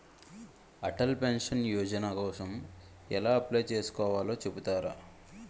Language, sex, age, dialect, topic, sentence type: Telugu, male, 25-30, Utterandhra, banking, question